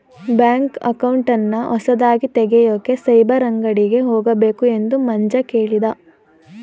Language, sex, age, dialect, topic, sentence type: Kannada, female, 18-24, Mysore Kannada, banking, statement